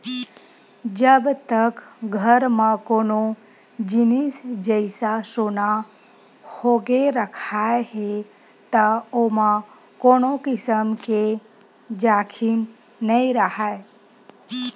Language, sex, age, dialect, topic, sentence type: Chhattisgarhi, female, 25-30, Western/Budati/Khatahi, banking, statement